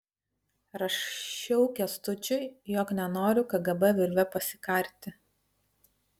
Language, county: Lithuanian, Vilnius